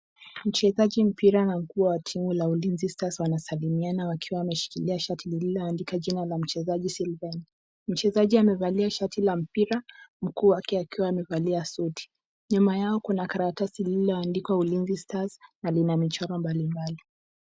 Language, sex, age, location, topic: Swahili, female, 18-24, Kisumu, government